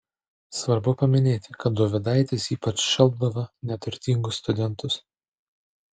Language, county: Lithuanian, Panevėžys